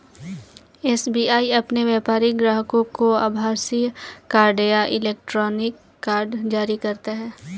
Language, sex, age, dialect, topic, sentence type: Hindi, female, 18-24, Kanauji Braj Bhasha, banking, statement